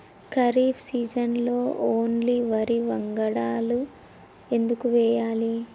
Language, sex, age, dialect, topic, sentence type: Telugu, female, 18-24, Telangana, agriculture, question